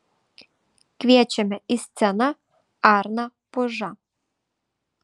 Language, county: Lithuanian, Vilnius